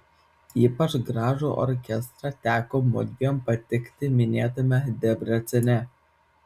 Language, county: Lithuanian, Vilnius